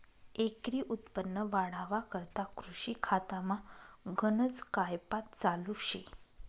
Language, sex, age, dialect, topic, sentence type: Marathi, female, 25-30, Northern Konkan, agriculture, statement